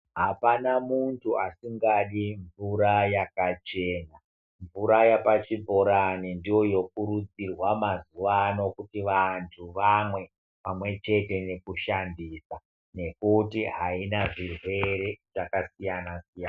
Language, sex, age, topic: Ndau, female, 50+, health